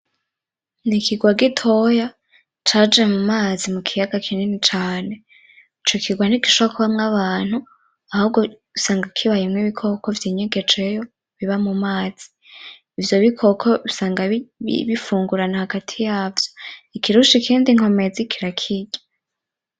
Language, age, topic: Rundi, 18-24, agriculture